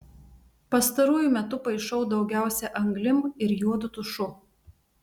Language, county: Lithuanian, Telšiai